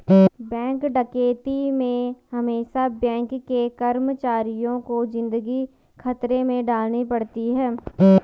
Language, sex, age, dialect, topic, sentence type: Hindi, female, 18-24, Garhwali, banking, statement